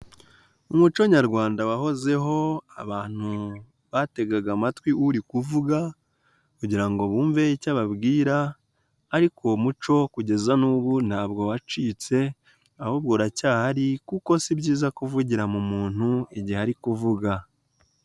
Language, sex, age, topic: Kinyarwanda, male, 18-24, government